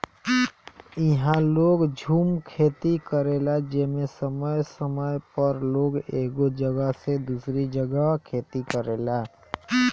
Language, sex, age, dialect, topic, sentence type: Bhojpuri, male, 18-24, Northern, agriculture, statement